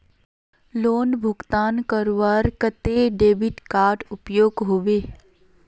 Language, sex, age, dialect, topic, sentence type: Magahi, female, 41-45, Northeastern/Surjapuri, banking, question